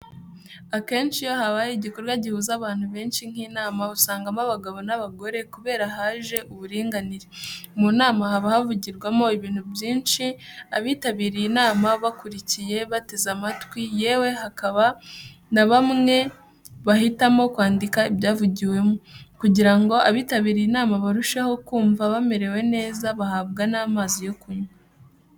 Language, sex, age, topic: Kinyarwanda, female, 18-24, education